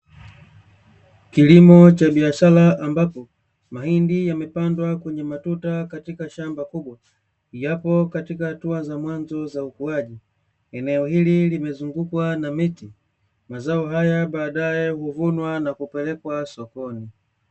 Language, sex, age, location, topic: Swahili, male, 25-35, Dar es Salaam, agriculture